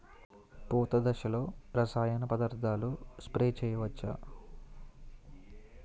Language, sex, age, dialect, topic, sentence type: Telugu, male, 18-24, Utterandhra, agriculture, question